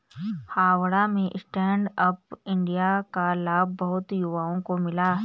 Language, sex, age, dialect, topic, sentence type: Hindi, female, 25-30, Garhwali, banking, statement